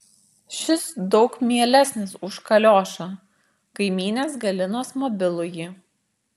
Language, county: Lithuanian, Vilnius